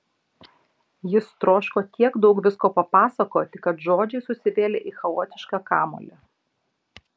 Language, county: Lithuanian, Šiauliai